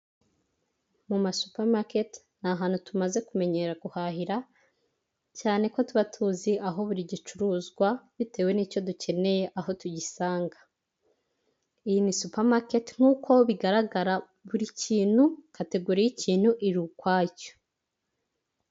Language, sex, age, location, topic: Kinyarwanda, female, 18-24, Huye, finance